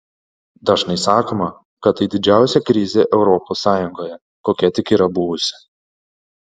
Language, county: Lithuanian, Panevėžys